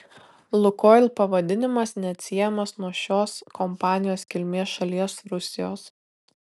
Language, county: Lithuanian, Kaunas